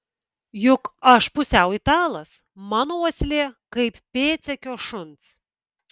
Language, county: Lithuanian, Kaunas